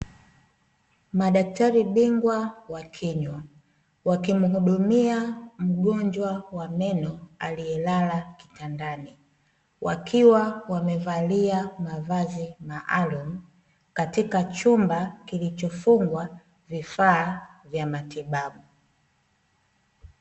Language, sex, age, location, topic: Swahili, female, 25-35, Dar es Salaam, health